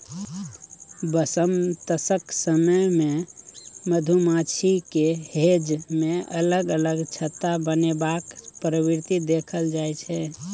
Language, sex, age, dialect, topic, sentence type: Maithili, male, 25-30, Bajjika, agriculture, statement